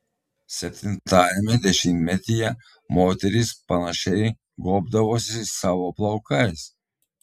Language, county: Lithuanian, Telšiai